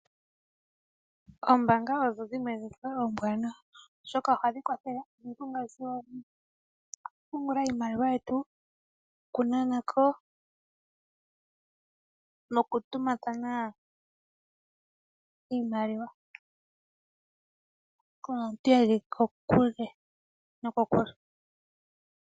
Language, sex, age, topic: Oshiwambo, female, 18-24, finance